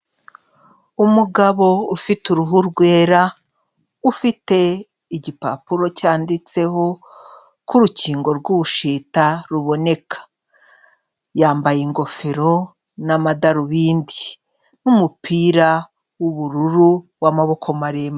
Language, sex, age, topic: Kinyarwanda, female, 25-35, health